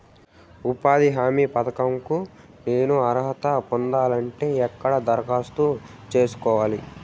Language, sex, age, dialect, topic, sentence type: Telugu, male, 18-24, Southern, banking, question